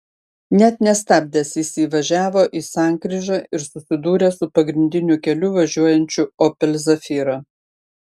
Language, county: Lithuanian, Panevėžys